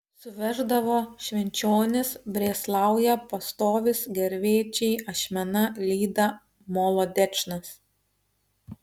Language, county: Lithuanian, Vilnius